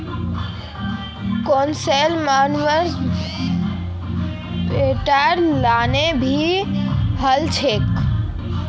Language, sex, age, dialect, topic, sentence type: Magahi, female, 36-40, Northeastern/Surjapuri, banking, statement